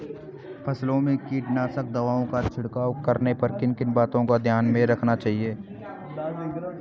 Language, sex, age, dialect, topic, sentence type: Hindi, male, 18-24, Garhwali, agriculture, question